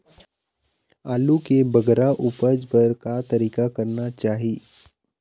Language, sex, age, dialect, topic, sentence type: Chhattisgarhi, male, 31-35, Eastern, agriculture, question